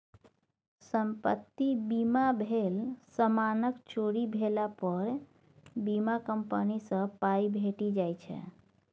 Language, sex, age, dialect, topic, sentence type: Maithili, female, 36-40, Bajjika, banking, statement